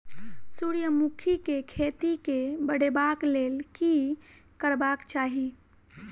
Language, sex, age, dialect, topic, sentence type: Maithili, female, 18-24, Southern/Standard, agriculture, question